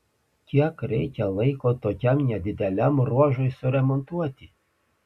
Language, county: Lithuanian, Panevėžys